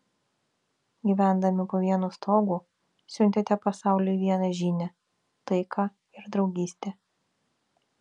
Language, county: Lithuanian, Vilnius